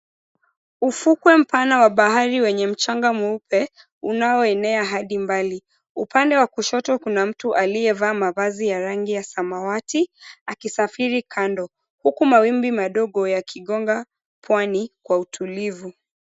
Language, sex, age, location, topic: Swahili, female, 25-35, Mombasa, government